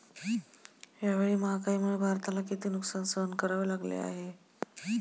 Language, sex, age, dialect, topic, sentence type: Marathi, female, 31-35, Standard Marathi, banking, statement